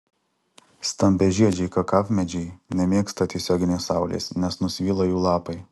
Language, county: Lithuanian, Alytus